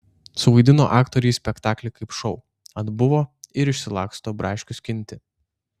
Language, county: Lithuanian, Šiauliai